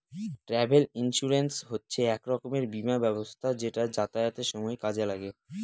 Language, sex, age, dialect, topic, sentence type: Bengali, male, <18, Northern/Varendri, banking, statement